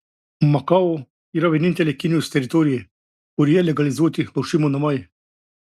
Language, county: Lithuanian, Klaipėda